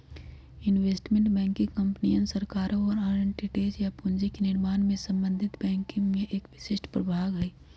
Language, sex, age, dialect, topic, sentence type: Magahi, female, 31-35, Western, banking, statement